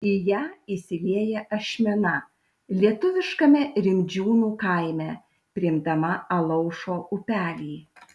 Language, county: Lithuanian, Šiauliai